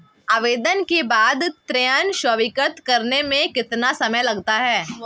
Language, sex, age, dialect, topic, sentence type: Hindi, female, 18-24, Marwari Dhudhari, banking, question